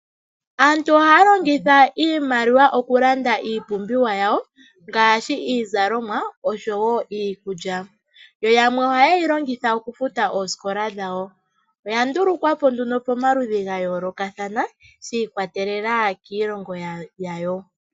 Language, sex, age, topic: Oshiwambo, female, 18-24, finance